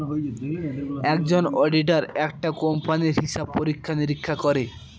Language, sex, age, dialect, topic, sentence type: Bengali, male, 18-24, Northern/Varendri, banking, statement